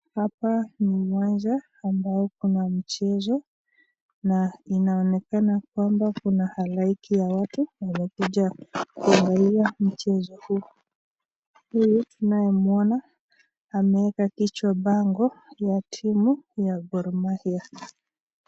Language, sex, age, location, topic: Swahili, female, 25-35, Nakuru, government